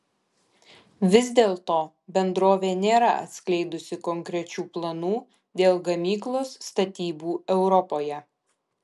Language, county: Lithuanian, Kaunas